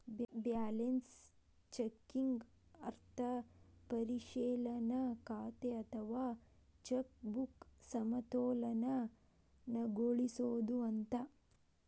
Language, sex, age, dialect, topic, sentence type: Kannada, female, 18-24, Dharwad Kannada, banking, statement